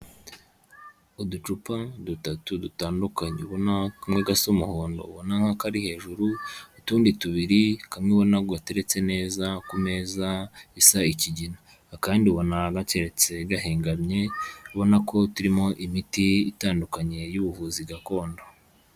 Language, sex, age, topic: Kinyarwanda, male, 25-35, health